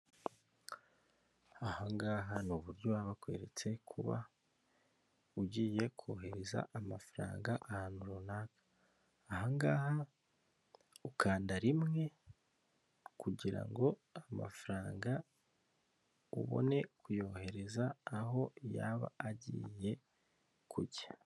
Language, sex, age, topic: Kinyarwanda, male, 25-35, finance